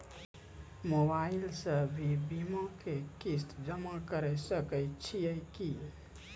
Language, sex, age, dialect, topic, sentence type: Maithili, male, 18-24, Angika, banking, question